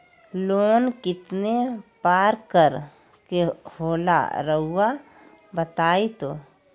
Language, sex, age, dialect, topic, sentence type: Magahi, female, 51-55, Southern, banking, question